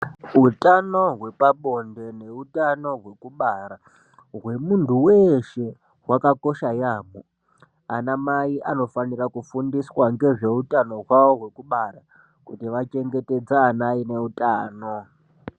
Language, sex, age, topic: Ndau, male, 18-24, health